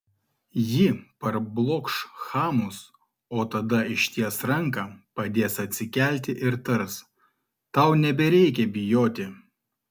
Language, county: Lithuanian, Klaipėda